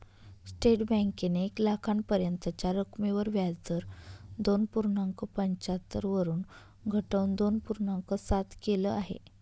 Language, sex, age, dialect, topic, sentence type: Marathi, female, 31-35, Northern Konkan, banking, statement